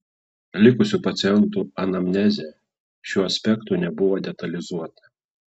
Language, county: Lithuanian, Klaipėda